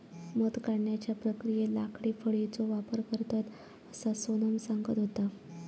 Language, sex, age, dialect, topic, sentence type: Marathi, female, 25-30, Southern Konkan, agriculture, statement